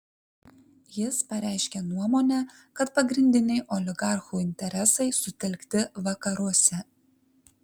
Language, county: Lithuanian, Kaunas